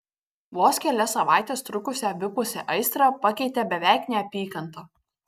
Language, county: Lithuanian, Kaunas